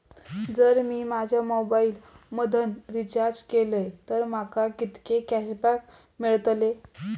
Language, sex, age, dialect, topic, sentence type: Marathi, female, 18-24, Southern Konkan, banking, question